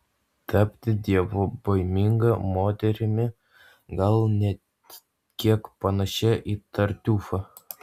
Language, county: Lithuanian, Utena